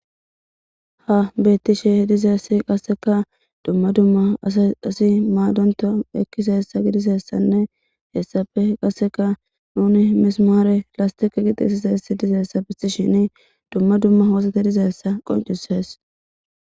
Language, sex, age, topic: Gamo, female, 18-24, government